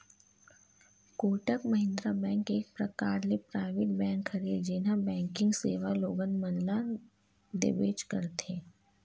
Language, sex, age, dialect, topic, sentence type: Chhattisgarhi, female, 18-24, Western/Budati/Khatahi, banking, statement